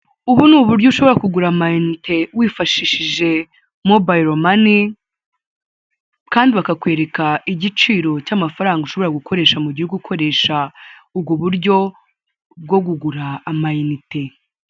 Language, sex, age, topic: Kinyarwanda, female, 18-24, finance